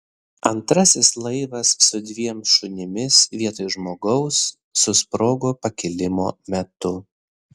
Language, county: Lithuanian, Vilnius